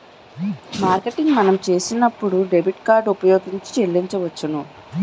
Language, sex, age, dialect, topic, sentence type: Telugu, female, 18-24, Utterandhra, banking, statement